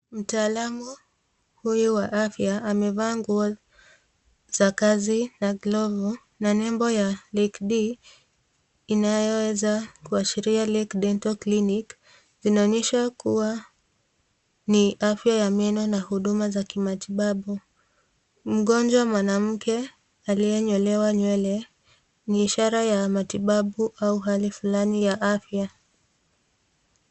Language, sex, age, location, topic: Swahili, female, 25-35, Nakuru, health